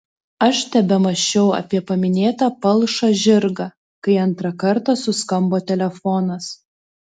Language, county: Lithuanian, Telšiai